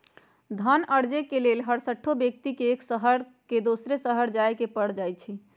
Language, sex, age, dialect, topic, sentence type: Magahi, female, 56-60, Western, banking, statement